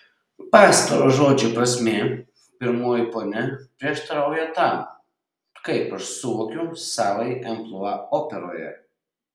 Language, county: Lithuanian, Šiauliai